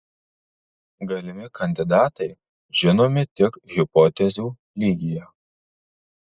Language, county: Lithuanian, Marijampolė